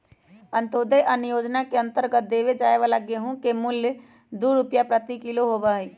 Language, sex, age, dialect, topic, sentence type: Magahi, male, 18-24, Western, agriculture, statement